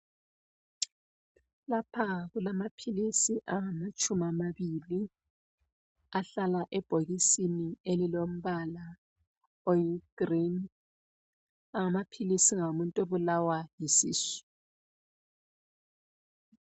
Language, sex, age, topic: North Ndebele, female, 25-35, health